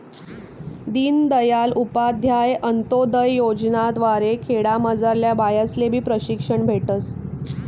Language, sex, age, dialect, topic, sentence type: Marathi, female, 25-30, Northern Konkan, banking, statement